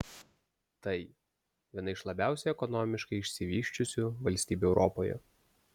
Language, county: Lithuanian, Vilnius